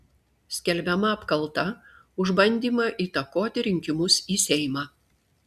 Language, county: Lithuanian, Klaipėda